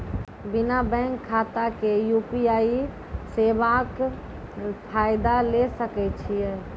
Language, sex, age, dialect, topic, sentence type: Maithili, female, 25-30, Angika, banking, question